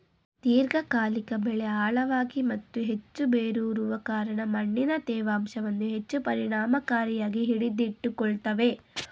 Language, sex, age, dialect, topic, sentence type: Kannada, female, 18-24, Mysore Kannada, agriculture, statement